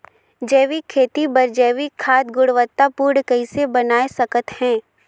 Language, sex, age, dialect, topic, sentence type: Chhattisgarhi, female, 18-24, Northern/Bhandar, agriculture, question